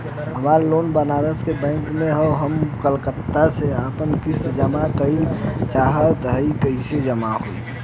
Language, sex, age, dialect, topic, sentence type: Bhojpuri, male, 18-24, Western, banking, question